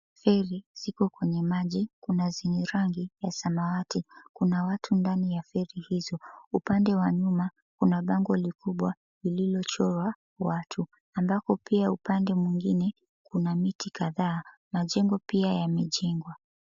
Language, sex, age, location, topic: Swahili, female, 36-49, Mombasa, government